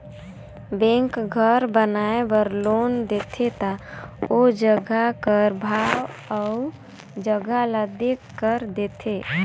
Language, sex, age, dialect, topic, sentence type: Chhattisgarhi, female, 25-30, Northern/Bhandar, banking, statement